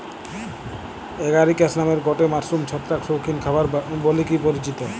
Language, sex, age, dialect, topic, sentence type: Bengali, male, 18-24, Western, agriculture, statement